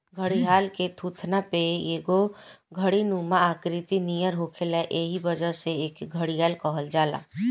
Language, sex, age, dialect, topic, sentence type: Bhojpuri, male, 25-30, Northern, agriculture, statement